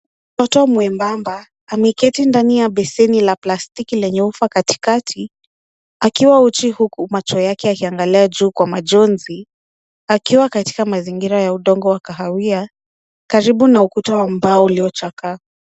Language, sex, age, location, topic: Swahili, female, 18-24, Nairobi, health